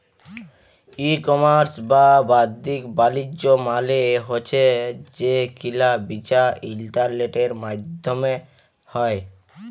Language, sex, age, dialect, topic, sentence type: Bengali, male, 18-24, Jharkhandi, banking, statement